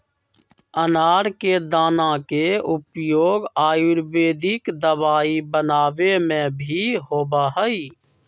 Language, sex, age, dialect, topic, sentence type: Magahi, male, 25-30, Western, agriculture, statement